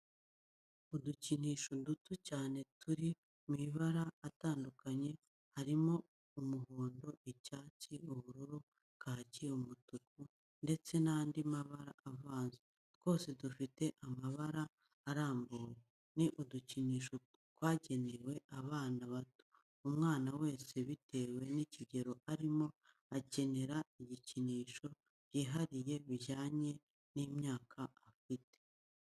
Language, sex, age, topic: Kinyarwanda, female, 25-35, education